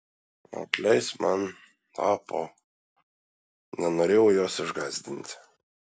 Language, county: Lithuanian, Šiauliai